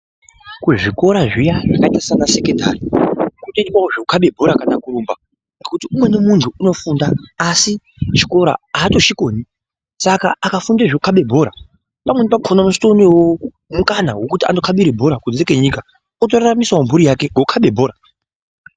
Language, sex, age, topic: Ndau, male, 50+, education